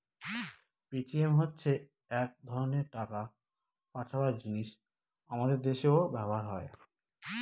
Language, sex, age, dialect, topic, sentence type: Bengali, male, 31-35, Northern/Varendri, banking, statement